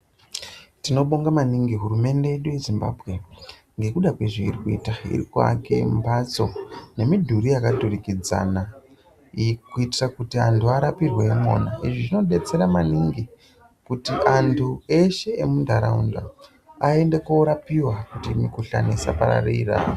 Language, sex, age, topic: Ndau, male, 25-35, health